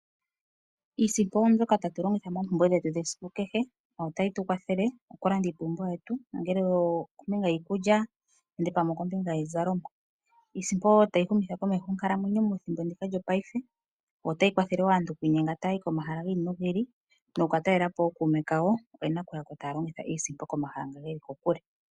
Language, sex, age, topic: Oshiwambo, female, 25-35, finance